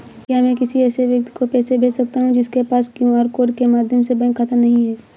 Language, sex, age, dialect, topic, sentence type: Hindi, female, 18-24, Awadhi Bundeli, banking, question